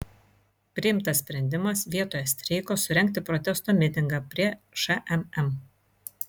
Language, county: Lithuanian, Vilnius